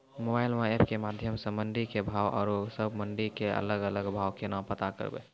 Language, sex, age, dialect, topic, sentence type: Maithili, male, 18-24, Angika, agriculture, question